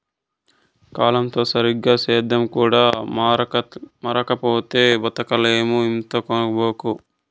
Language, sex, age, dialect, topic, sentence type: Telugu, male, 51-55, Southern, agriculture, statement